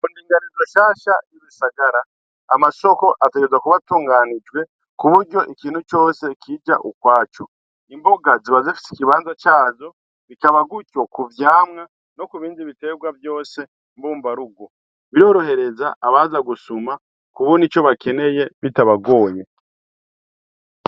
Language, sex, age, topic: Rundi, male, 36-49, agriculture